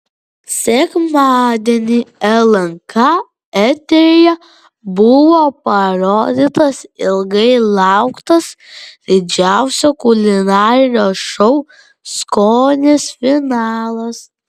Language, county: Lithuanian, Vilnius